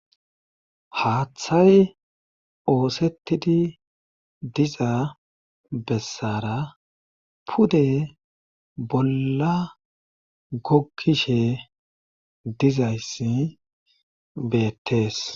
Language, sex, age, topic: Gamo, male, 36-49, government